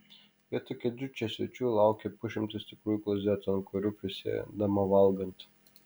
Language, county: Lithuanian, Kaunas